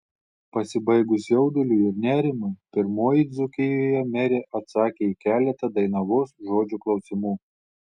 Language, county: Lithuanian, Telšiai